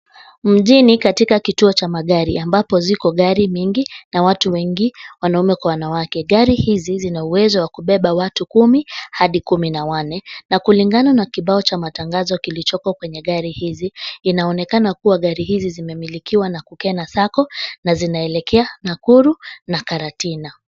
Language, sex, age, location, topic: Swahili, female, 25-35, Nairobi, government